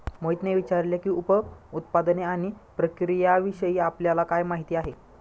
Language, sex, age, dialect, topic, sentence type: Marathi, male, 25-30, Standard Marathi, agriculture, statement